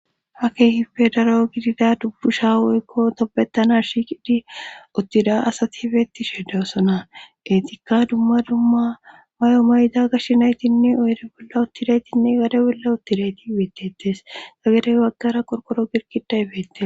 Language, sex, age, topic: Gamo, female, 18-24, government